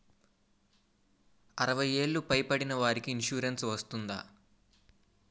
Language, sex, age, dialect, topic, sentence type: Telugu, male, 18-24, Utterandhra, banking, question